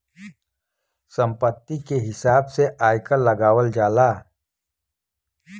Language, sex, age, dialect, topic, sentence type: Bhojpuri, male, 41-45, Western, banking, statement